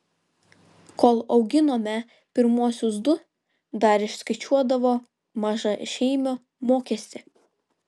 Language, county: Lithuanian, Vilnius